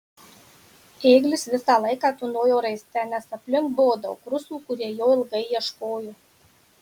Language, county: Lithuanian, Marijampolė